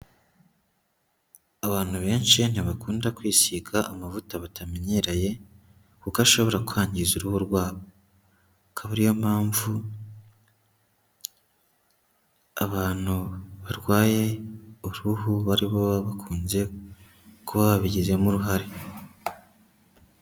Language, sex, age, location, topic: Kinyarwanda, male, 25-35, Huye, agriculture